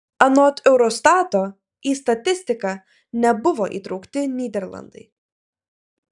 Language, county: Lithuanian, Klaipėda